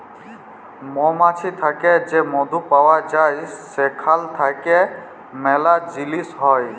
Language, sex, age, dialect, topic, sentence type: Bengali, male, 18-24, Jharkhandi, agriculture, statement